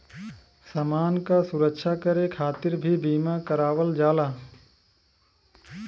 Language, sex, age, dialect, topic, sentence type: Bhojpuri, male, 25-30, Western, banking, statement